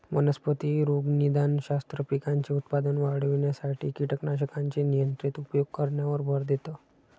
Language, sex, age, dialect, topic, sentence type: Marathi, male, 60-100, Standard Marathi, agriculture, statement